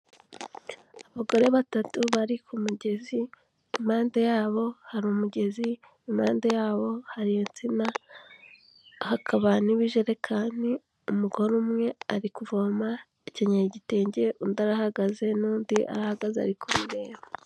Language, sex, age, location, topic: Kinyarwanda, female, 18-24, Kigali, health